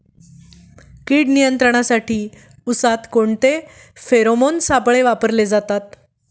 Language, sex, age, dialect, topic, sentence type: Marathi, female, 51-55, Standard Marathi, agriculture, question